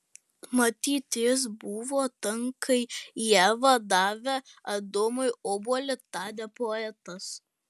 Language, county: Lithuanian, Panevėžys